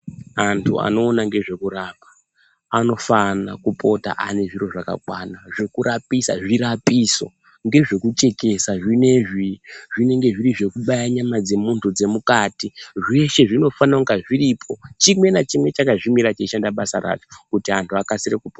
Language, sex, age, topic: Ndau, male, 25-35, health